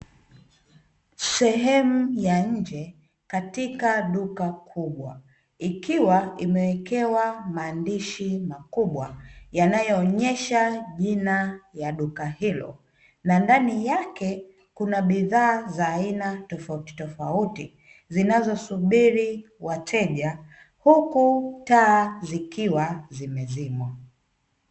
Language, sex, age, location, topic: Swahili, female, 25-35, Dar es Salaam, finance